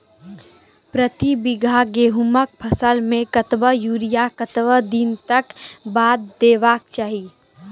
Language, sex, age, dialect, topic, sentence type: Maithili, female, 18-24, Angika, agriculture, question